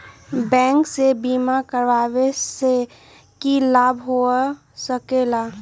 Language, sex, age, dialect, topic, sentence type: Magahi, female, 36-40, Western, banking, question